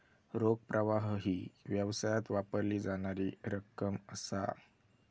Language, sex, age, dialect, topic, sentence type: Marathi, male, 18-24, Southern Konkan, banking, statement